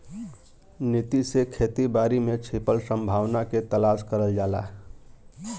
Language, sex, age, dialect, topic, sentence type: Bhojpuri, male, 31-35, Western, agriculture, statement